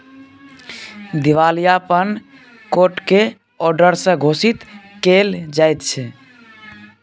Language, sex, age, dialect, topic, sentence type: Maithili, male, 18-24, Bajjika, banking, statement